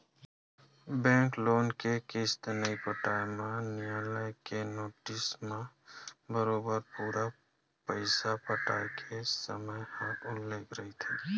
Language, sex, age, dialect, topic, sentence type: Chhattisgarhi, male, 18-24, Western/Budati/Khatahi, banking, statement